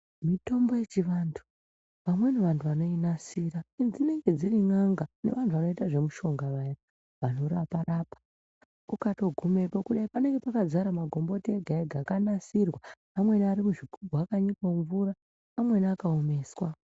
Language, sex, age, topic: Ndau, female, 36-49, health